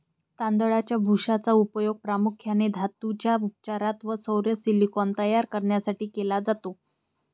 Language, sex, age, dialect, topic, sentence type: Marathi, female, 25-30, Varhadi, agriculture, statement